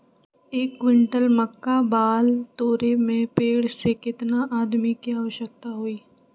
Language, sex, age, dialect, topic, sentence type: Magahi, female, 25-30, Western, agriculture, question